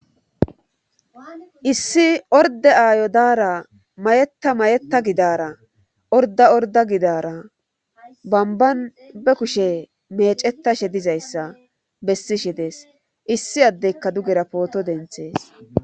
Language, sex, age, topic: Gamo, female, 36-49, government